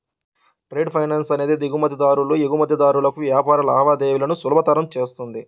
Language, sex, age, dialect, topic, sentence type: Telugu, male, 31-35, Central/Coastal, banking, statement